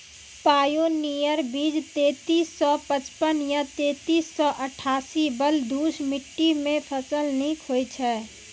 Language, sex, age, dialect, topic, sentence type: Maithili, female, 18-24, Angika, agriculture, question